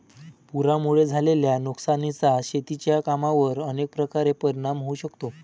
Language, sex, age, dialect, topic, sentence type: Marathi, male, 18-24, Varhadi, agriculture, statement